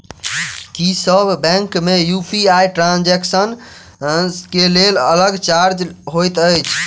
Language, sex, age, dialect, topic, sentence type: Maithili, male, 18-24, Southern/Standard, banking, question